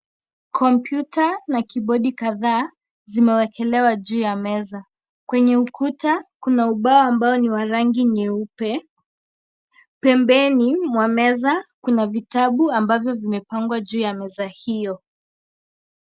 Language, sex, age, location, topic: Swahili, female, 18-24, Kisii, education